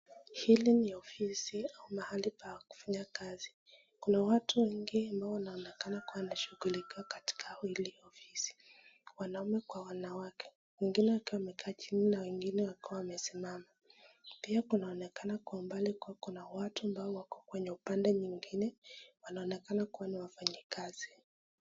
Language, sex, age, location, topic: Swahili, female, 25-35, Nakuru, government